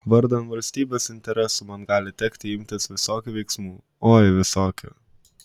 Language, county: Lithuanian, Kaunas